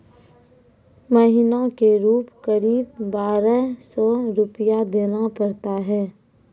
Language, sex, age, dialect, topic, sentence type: Maithili, female, 25-30, Angika, banking, question